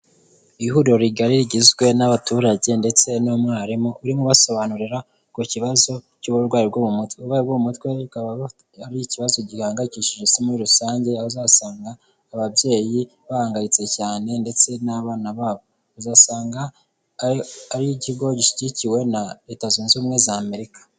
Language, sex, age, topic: Kinyarwanda, male, 18-24, health